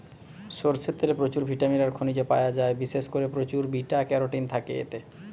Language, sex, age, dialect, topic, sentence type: Bengali, male, 25-30, Western, agriculture, statement